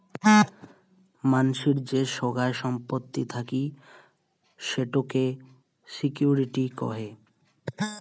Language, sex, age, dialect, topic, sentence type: Bengali, male, 18-24, Rajbangshi, banking, statement